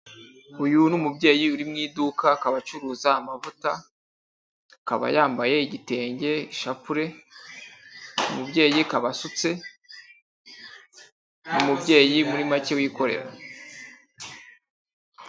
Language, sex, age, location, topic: Kinyarwanda, male, 25-35, Kigali, health